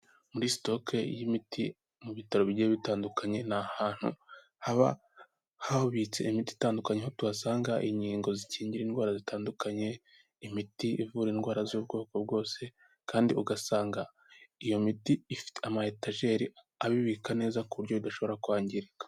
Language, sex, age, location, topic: Kinyarwanda, male, 18-24, Kigali, health